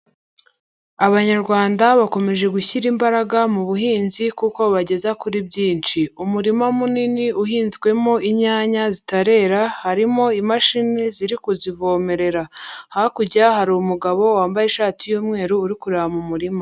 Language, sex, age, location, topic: Kinyarwanda, male, 50+, Nyagatare, agriculture